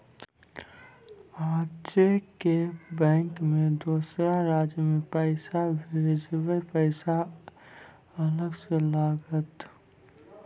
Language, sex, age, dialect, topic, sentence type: Maithili, male, 18-24, Angika, banking, question